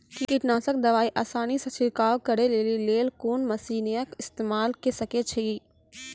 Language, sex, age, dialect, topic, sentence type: Maithili, female, 18-24, Angika, agriculture, question